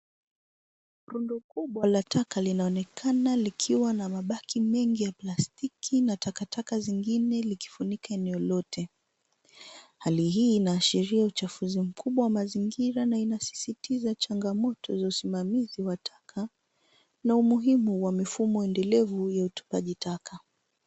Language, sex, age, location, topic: Swahili, female, 18-24, Nairobi, government